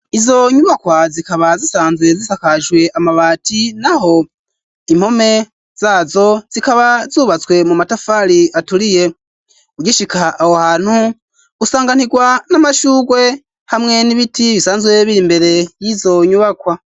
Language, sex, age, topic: Rundi, male, 25-35, education